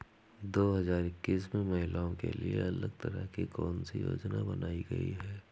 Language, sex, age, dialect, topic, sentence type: Hindi, male, 41-45, Awadhi Bundeli, banking, question